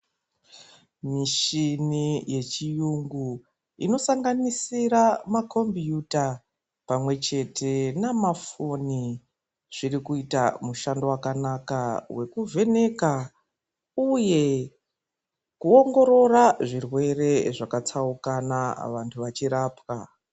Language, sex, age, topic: Ndau, female, 36-49, health